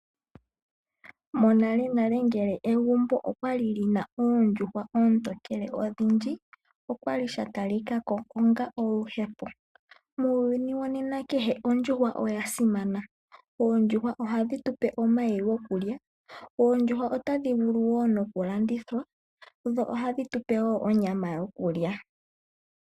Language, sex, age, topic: Oshiwambo, female, 18-24, agriculture